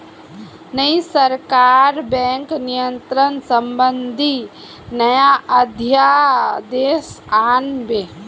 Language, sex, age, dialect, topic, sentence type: Magahi, female, 25-30, Northeastern/Surjapuri, banking, statement